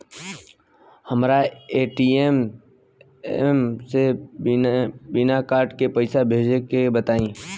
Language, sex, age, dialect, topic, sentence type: Bhojpuri, male, 18-24, Southern / Standard, banking, question